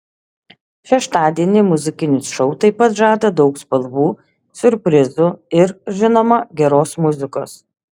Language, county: Lithuanian, Šiauliai